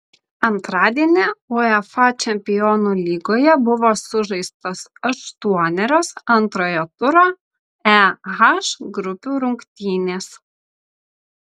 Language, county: Lithuanian, Vilnius